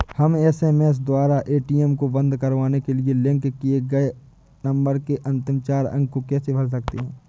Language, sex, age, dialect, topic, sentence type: Hindi, male, 18-24, Awadhi Bundeli, banking, question